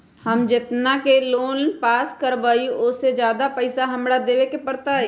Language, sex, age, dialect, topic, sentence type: Magahi, female, 31-35, Western, banking, question